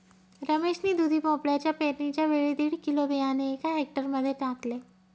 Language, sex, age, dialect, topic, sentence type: Marathi, female, 31-35, Northern Konkan, agriculture, statement